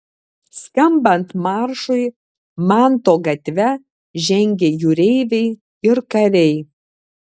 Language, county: Lithuanian, Klaipėda